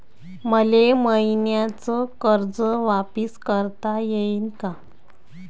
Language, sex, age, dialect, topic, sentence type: Marathi, female, 25-30, Varhadi, banking, question